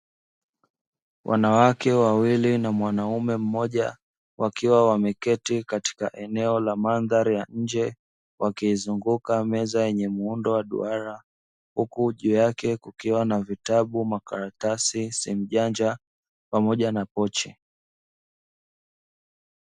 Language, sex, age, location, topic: Swahili, male, 25-35, Dar es Salaam, education